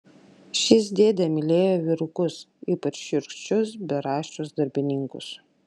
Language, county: Lithuanian, Klaipėda